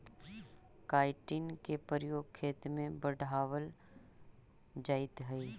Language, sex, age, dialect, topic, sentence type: Magahi, female, 25-30, Central/Standard, agriculture, statement